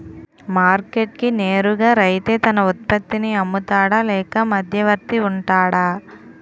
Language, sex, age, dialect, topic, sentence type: Telugu, female, 18-24, Utterandhra, agriculture, question